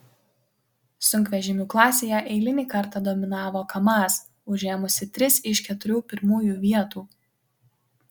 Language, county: Lithuanian, Kaunas